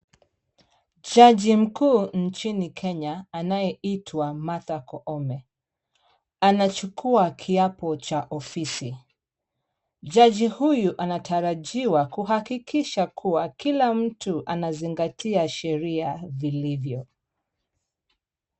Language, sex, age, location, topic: Swahili, female, 36-49, Kisumu, government